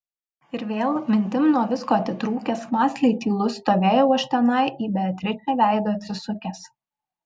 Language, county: Lithuanian, Vilnius